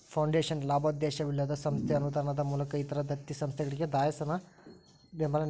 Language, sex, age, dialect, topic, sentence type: Kannada, male, 41-45, Central, banking, statement